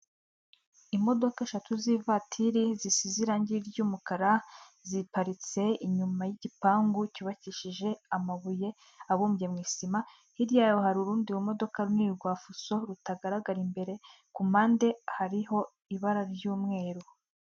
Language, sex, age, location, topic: Kinyarwanda, female, 25-35, Huye, finance